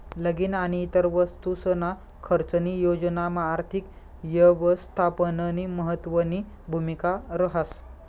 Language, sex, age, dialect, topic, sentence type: Marathi, male, 25-30, Northern Konkan, banking, statement